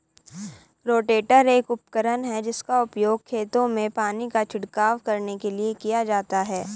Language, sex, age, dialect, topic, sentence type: Hindi, female, 18-24, Hindustani Malvi Khadi Boli, agriculture, statement